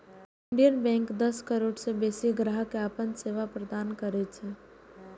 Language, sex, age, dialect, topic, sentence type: Maithili, female, 18-24, Eastern / Thethi, banking, statement